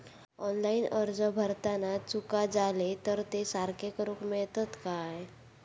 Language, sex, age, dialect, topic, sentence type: Marathi, female, 18-24, Southern Konkan, banking, question